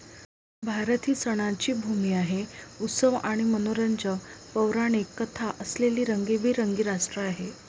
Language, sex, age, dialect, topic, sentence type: Marathi, female, 18-24, Varhadi, agriculture, statement